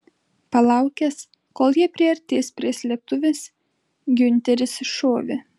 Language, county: Lithuanian, Panevėžys